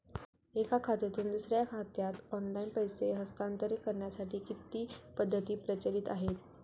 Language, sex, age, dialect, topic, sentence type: Marathi, female, 18-24, Standard Marathi, banking, question